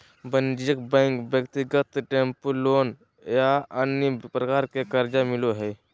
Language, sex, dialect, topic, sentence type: Magahi, male, Southern, banking, statement